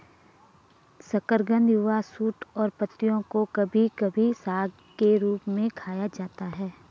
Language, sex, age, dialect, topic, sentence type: Hindi, female, 25-30, Garhwali, agriculture, statement